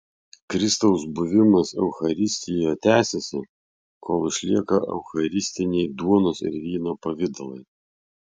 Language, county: Lithuanian, Vilnius